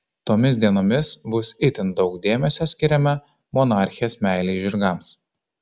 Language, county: Lithuanian, Kaunas